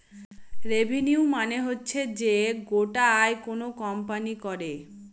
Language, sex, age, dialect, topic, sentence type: Bengali, female, 18-24, Northern/Varendri, banking, statement